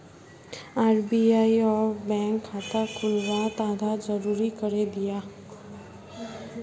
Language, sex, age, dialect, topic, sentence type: Magahi, female, 51-55, Northeastern/Surjapuri, banking, statement